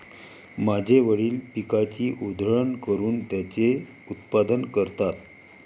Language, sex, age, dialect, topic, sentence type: Marathi, male, 31-35, Varhadi, agriculture, statement